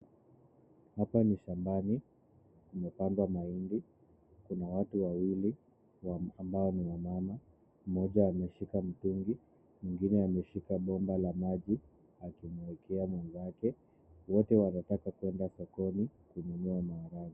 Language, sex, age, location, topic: Swahili, male, 25-35, Nakuru, health